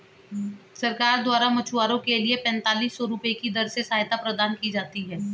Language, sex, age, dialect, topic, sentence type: Hindi, male, 36-40, Hindustani Malvi Khadi Boli, agriculture, statement